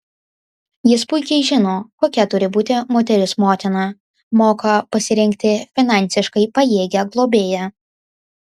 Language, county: Lithuanian, Vilnius